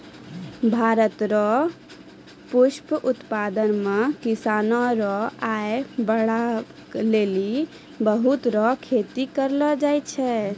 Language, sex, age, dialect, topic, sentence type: Maithili, female, 18-24, Angika, agriculture, statement